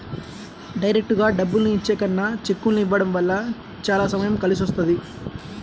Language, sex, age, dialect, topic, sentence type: Telugu, male, 18-24, Central/Coastal, banking, statement